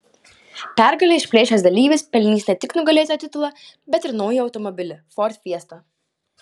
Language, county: Lithuanian, Klaipėda